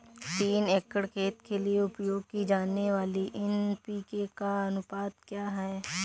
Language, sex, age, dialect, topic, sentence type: Hindi, female, 18-24, Awadhi Bundeli, agriculture, question